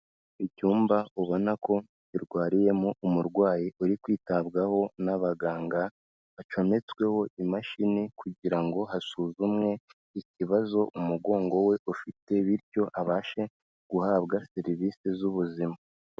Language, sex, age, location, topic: Kinyarwanda, female, 25-35, Kigali, health